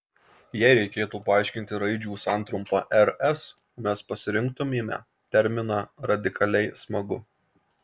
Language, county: Lithuanian, Marijampolė